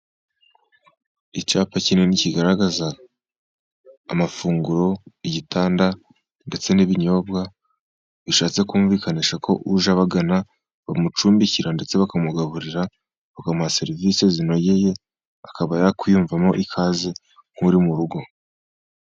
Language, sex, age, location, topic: Kinyarwanda, male, 18-24, Musanze, finance